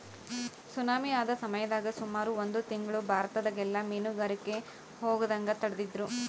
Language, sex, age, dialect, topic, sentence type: Kannada, female, 25-30, Central, agriculture, statement